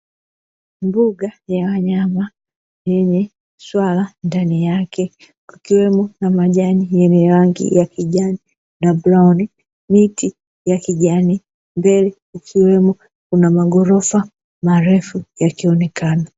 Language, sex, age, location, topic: Swahili, female, 36-49, Dar es Salaam, agriculture